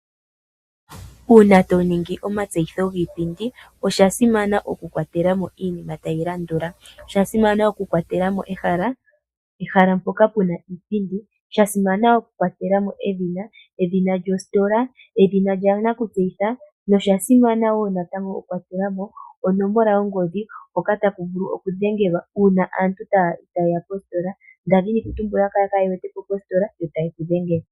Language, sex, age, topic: Oshiwambo, female, 25-35, finance